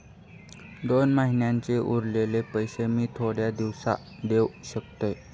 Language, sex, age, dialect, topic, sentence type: Marathi, male, 18-24, Southern Konkan, banking, question